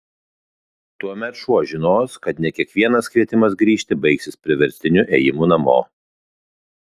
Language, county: Lithuanian, Kaunas